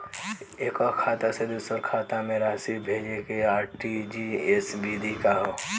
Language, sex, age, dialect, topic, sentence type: Bhojpuri, male, <18, Southern / Standard, banking, question